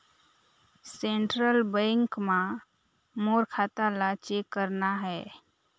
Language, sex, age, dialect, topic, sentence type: Chhattisgarhi, female, 18-24, Northern/Bhandar, banking, question